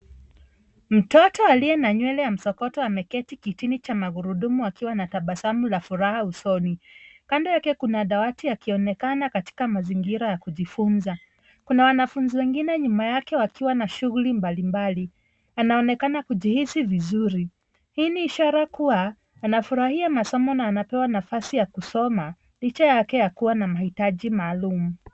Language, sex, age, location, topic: Swahili, female, 36-49, Nairobi, education